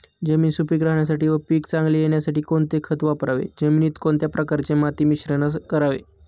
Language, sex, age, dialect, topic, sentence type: Marathi, male, 18-24, Northern Konkan, agriculture, question